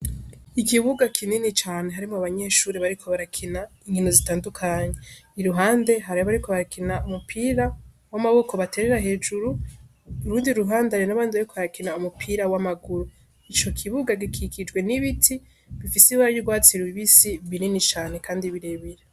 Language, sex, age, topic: Rundi, female, 18-24, education